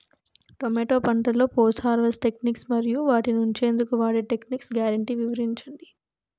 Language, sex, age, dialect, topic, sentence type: Telugu, female, 18-24, Utterandhra, agriculture, question